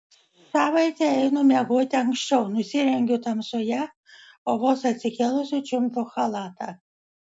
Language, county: Lithuanian, Vilnius